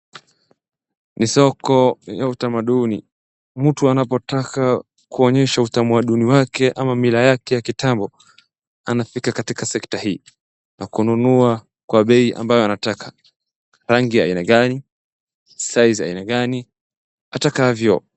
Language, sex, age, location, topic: Swahili, male, 18-24, Wajir, finance